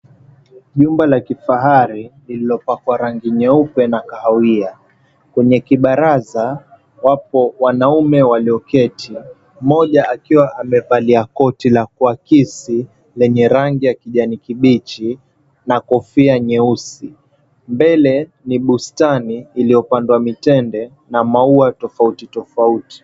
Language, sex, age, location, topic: Swahili, male, 18-24, Mombasa, government